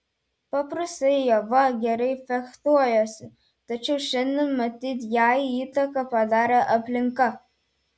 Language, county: Lithuanian, Telšiai